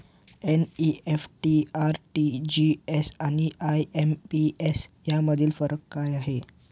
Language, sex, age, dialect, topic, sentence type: Marathi, male, 18-24, Standard Marathi, banking, question